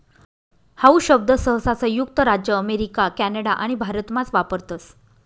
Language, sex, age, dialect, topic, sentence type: Marathi, female, 31-35, Northern Konkan, banking, statement